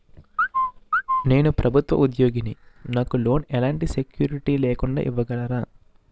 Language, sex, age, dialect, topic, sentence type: Telugu, male, 41-45, Utterandhra, banking, question